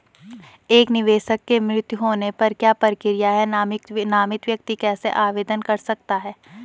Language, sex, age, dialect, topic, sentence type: Hindi, female, 18-24, Garhwali, banking, question